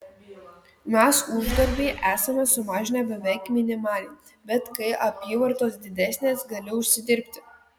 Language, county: Lithuanian, Kaunas